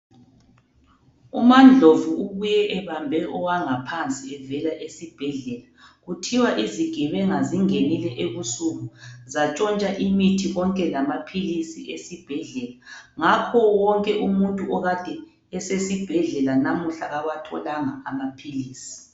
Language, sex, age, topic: North Ndebele, female, 25-35, health